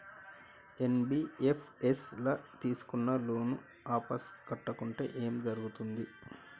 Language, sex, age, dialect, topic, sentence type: Telugu, male, 36-40, Telangana, banking, question